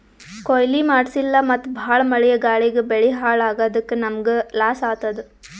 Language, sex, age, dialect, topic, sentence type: Kannada, female, 18-24, Northeastern, agriculture, statement